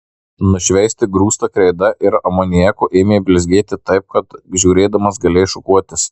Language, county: Lithuanian, Marijampolė